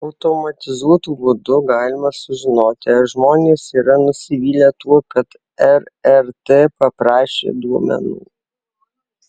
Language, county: Lithuanian, Alytus